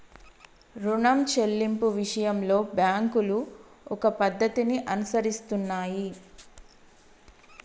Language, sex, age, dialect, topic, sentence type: Telugu, female, 31-35, Telangana, banking, statement